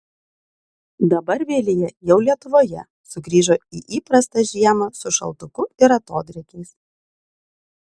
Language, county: Lithuanian, Vilnius